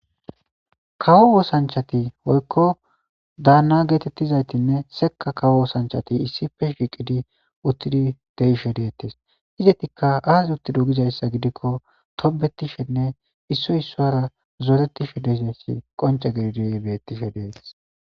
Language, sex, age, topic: Gamo, male, 18-24, government